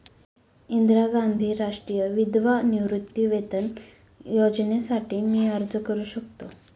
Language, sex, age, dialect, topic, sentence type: Marathi, female, 18-24, Standard Marathi, banking, question